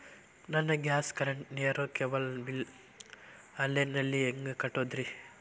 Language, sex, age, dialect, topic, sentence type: Kannada, male, 46-50, Dharwad Kannada, banking, question